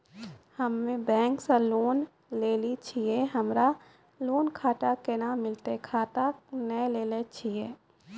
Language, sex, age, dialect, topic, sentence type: Maithili, female, 25-30, Angika, banking, question